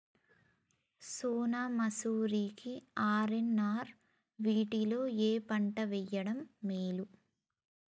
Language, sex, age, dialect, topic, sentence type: Telugu, female, 18-24, Telangana, agriculture, question